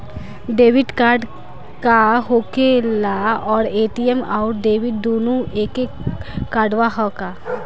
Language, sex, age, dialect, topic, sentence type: Bhojpuri, female, 18-24, Southern / Standard, banking, question